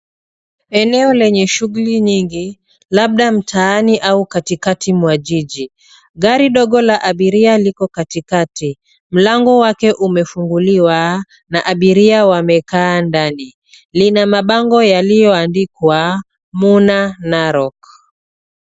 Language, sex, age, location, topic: Swahili, female, 36-49, Nairobi, government